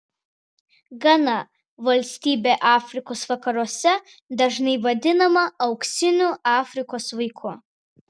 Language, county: Lithuanian, Vilnius